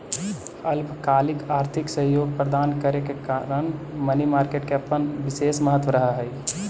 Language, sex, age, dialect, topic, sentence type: Magahi, female, 18-24, Central/Standard, banking, statement